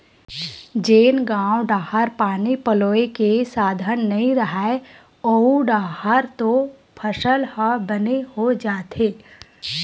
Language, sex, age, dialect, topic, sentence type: Chhattisgarhi, female, 25-30, Western/Budati/Khatahi, agriculture, statement